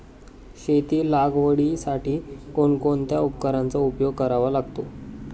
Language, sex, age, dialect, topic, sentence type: Marathi, male, 18-24, Standard Marathi, agriculture, question